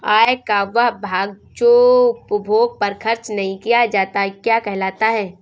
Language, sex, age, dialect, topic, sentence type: Hindi, female, 25-30, Kanauji Braj Bhasha, banking, question